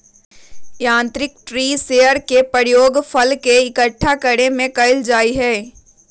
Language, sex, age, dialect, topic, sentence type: Magahi, female, 36-40, Western, agriculture, statement